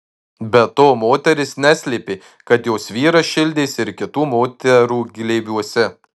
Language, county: Lithuanian, Marijampolė